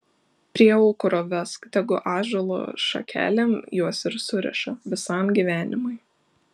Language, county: Lithuanian, Šiauliai